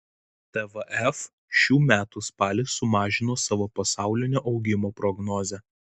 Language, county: Lithuanian, Vilnius